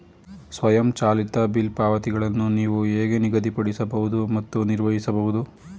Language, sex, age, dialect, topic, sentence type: Kannada, male, 18-24, Mysore Kannada, banking, question